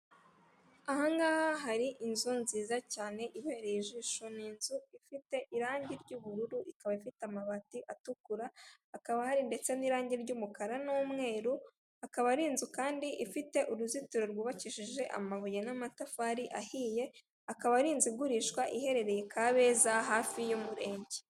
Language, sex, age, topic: Kinyarwanda, female, 18-24, finance